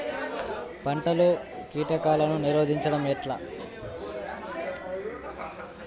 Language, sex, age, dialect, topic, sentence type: Telugu, male, 18-24, Telangana, agriculture, question